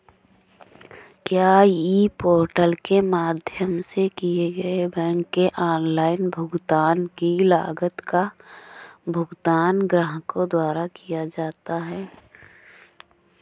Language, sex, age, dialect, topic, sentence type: Hindi, female, 25-30, Awadhi Bundeli, banking, question